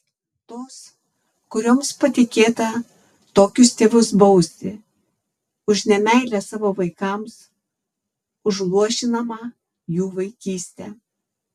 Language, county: Lithuanian, Tauragė